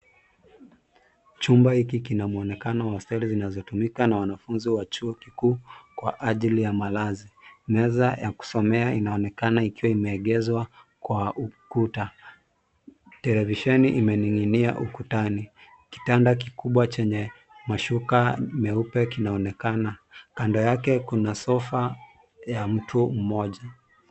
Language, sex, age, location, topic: Swahili, male, 25-35, Nairobi, education